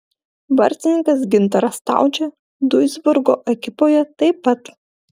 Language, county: Lithuanian, Klaipėda